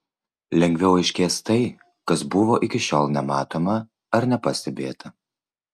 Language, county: Lithuanian, Vilnius